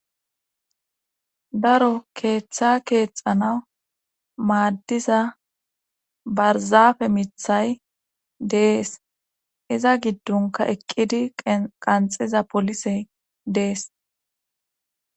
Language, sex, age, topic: Gamo, female, 25-35, government